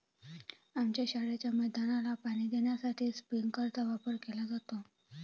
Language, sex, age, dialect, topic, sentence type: Marathi, female, 18-24, Varhadi, agriculture, statement